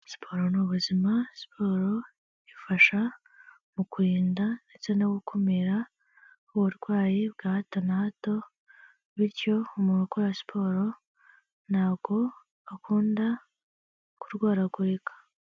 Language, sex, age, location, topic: Kinyarwanda, female, 18-24, Kigali, health